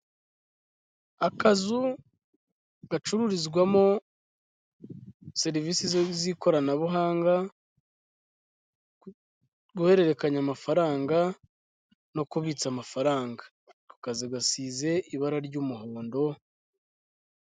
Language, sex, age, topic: Kinyarwanda, male, 25-35, finance